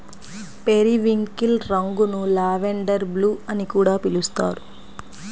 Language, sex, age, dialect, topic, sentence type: Telugu, female, 25-30, Central/Coastal, agriculture, statement